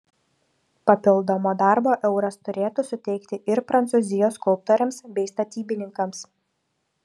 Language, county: Lithuanian, Šiauliai